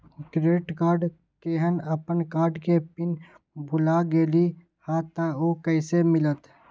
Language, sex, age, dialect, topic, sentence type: Magahi, male, 18-24, Western, banking, question